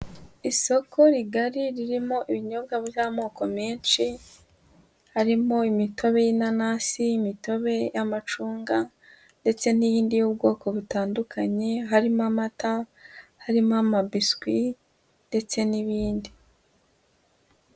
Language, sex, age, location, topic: Kinyarwanda, female, 18-24, Huye, finance